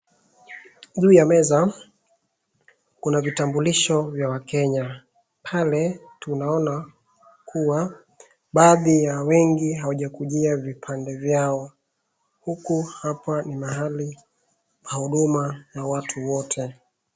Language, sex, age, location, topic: Swahili, male, 25-35, Wajir, government